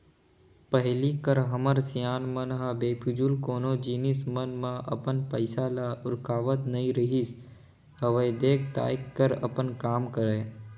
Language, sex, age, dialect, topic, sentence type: Chhattisgarhi, male, 18-24, Northern/Bhandar, banking, statement